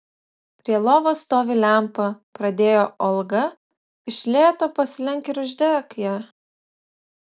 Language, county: Lithuanian, Utena